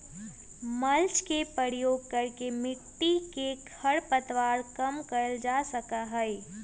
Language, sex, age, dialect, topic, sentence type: Magahi, female, 18-24, Western, agriculture, statement